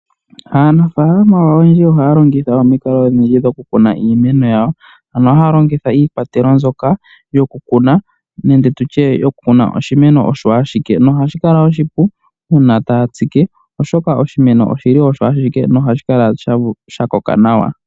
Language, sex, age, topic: Oshiwambo, male, 18-24, agriculture